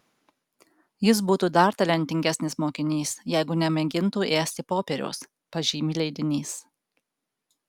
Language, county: Lithuanian, Alytus